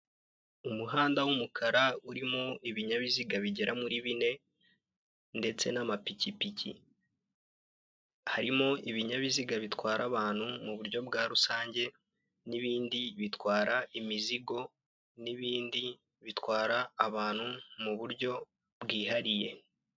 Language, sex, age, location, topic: Kinyarwanda, male, 25-35, Kigali, government